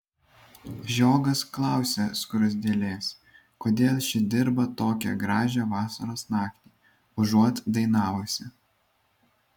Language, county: Lithuanian, Vilnius